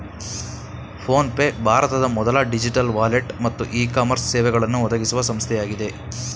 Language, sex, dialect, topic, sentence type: Kannada, male, Mysore Kannada, banking, statement